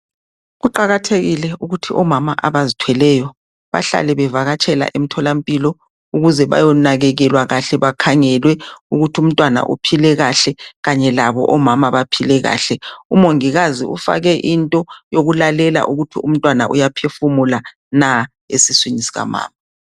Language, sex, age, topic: North Ndebele, female, 25-35, health